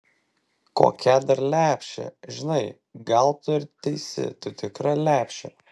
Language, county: Lithuanian, Vilnius